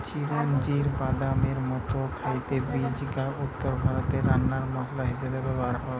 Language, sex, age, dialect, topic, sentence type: Bengali, male, 18-24, Western, agriculture, statement